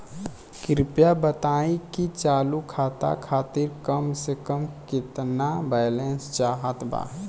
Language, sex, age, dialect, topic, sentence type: Bhojpuri, male, 18-24, Western, banking, statement